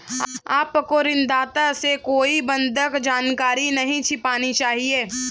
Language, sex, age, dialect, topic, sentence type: Hindi, female, 18-24, Hindustani Malvi Khadi Boli, banking, statement